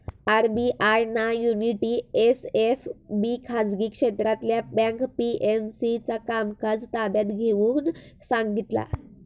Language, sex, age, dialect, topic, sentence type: Marathi, female, 25-30, Southern Konkan, banking, statement